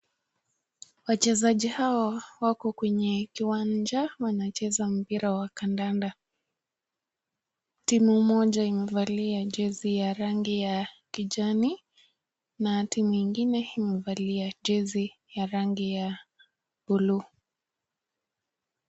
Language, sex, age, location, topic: Swahili, female, 18-24, Nakuru, government